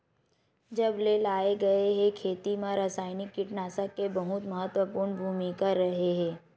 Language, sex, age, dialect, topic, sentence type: Chhattisgarhi, male, 18-24, Western/Budati/Khatahi, agriculture, statement